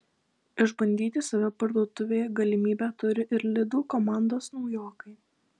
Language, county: Lithuanian, Alytus